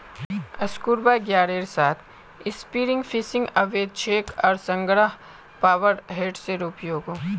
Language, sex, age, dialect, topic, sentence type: Magahi, female, 25-30, Northeastern/Surjapuri, agriculture, statement